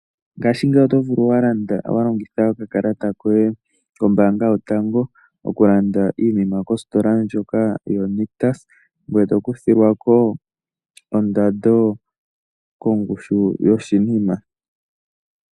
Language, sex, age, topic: Oshiwambo, male, 18-24, finance